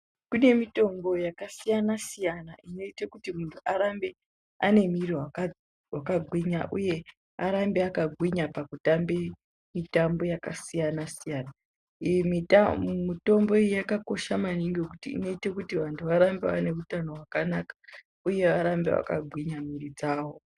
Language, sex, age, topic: Ndau, female, 18-24, health